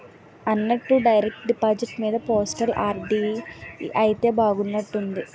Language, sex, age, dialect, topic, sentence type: Telugu, female, 18-24, Utterandhra, banking, statement